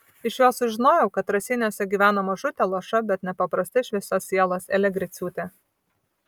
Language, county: Lithuanian, Vilnius